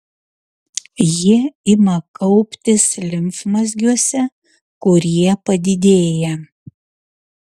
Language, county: Lithuanian, Utena